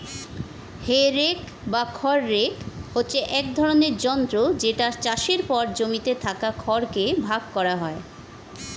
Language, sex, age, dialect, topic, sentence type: Bengali, female, 41-45, Standard Colloquial, agriculture, statement